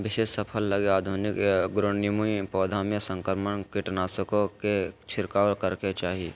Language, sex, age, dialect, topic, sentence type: Magahi, male, 18-24, Southern, agriculture, statement